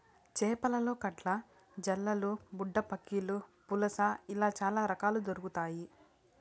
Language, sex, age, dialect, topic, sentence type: Telugu, female, 18-24, Southern, agriculture, statement